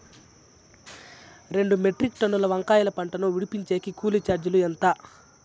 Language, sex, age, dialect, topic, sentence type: Telugu, male, 41-45, Southern, agriculture, question